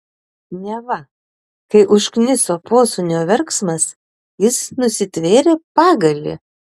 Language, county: Lithuanian, Panevėžys